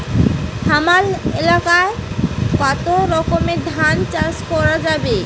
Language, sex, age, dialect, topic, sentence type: Bengali, female, 18-24, Rajbangshi, agriculture, question